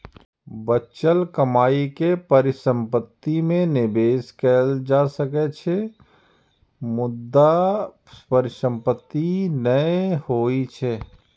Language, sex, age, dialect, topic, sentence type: Maithili, male, 31-35, Eastern / Thethi, banking, statement